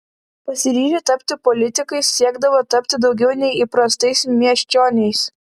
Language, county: Lithuanian, Vilnius